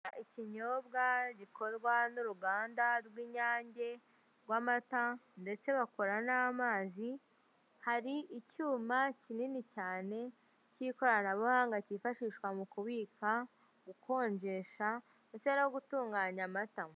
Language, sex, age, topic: Kinyarwanda, male, 18-24, finance